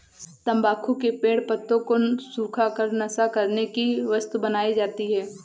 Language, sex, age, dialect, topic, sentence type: Hindi, female, 18-24, Awadhi Bundeli, agriculture, statement